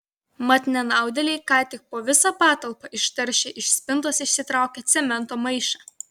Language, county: Lithuanian, Vilnius